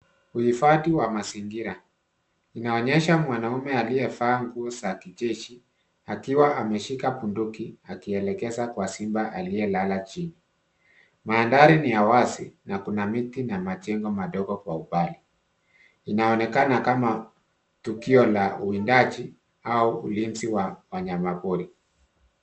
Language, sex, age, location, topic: Swahili, male, 36-49, Nairobi, government